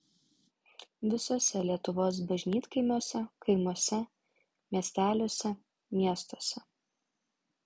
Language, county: Lithuanian, Vilnius